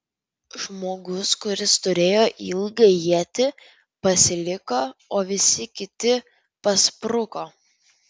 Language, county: Lithuanian, Vilnius